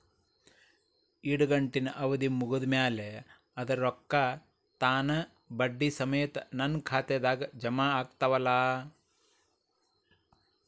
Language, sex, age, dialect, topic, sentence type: Kannada, male, 46-50, Dharwad Kannada, banking, question